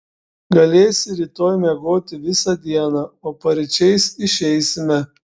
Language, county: Lithuanian, Šiauliai